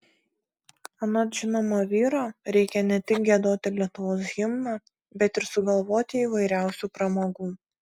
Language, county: Lithuanian, Marijampolė